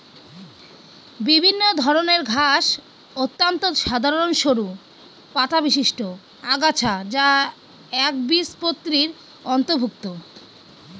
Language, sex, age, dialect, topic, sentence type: Bengali, female, 25-30, Northern/Varendri, agriculture, statement